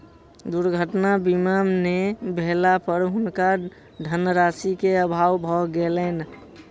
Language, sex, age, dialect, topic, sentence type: Maithili, female, 18-24, Southern/Standard, banking, statement